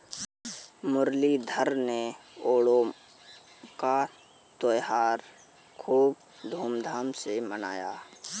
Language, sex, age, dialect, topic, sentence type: Hindi, male, 18-24, Kanauji Braj Bhasha, agriculture, statement